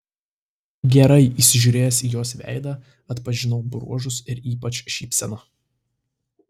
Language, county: Lithuanian, Tauragė